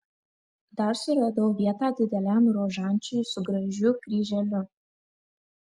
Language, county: Lithuanian, Marijampolė